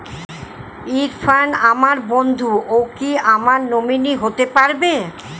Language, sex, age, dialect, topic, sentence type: Bengali, female, 60-100, Standard Colloquial, banking, question